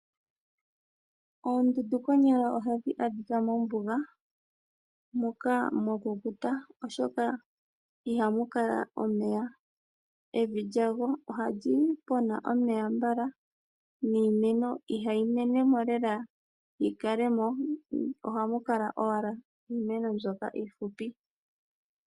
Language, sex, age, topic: Oshiwambo, female, 25-35, agriculture